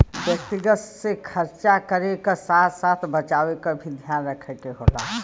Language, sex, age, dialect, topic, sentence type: Bhojpuri, female, 25-30, Western, banking, statement